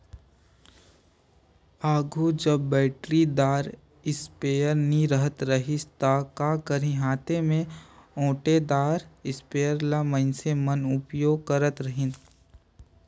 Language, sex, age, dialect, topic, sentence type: Chhattisgarhi, male, 18-24, Northern/Bhandar, agriculture, statement